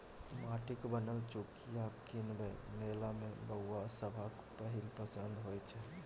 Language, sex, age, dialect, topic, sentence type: Maithili, male, 18-24, Bajjika, banking, statement